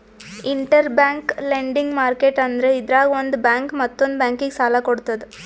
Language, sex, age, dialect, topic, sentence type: Kannada, female, 18-24, Northeastern, banking, statement